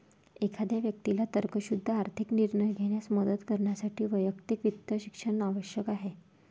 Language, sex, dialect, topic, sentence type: Marathi, female, Varhadi, banking, statement